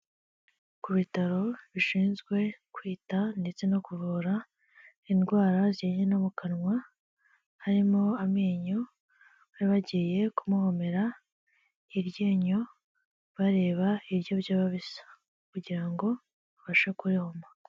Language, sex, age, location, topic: Kinyarwanda, female, 18-24, Kigali, health